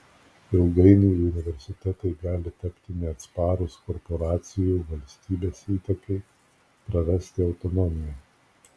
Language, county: Lithuanian, Klaipėda